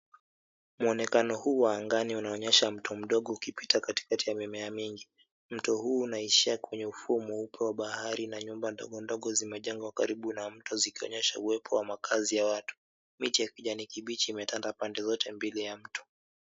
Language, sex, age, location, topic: Swahili, male, 25-35, Mombasa, government